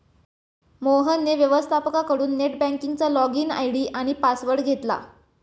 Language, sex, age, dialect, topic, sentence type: Marathi, male, 25-30, Standard Marathi, banking, statement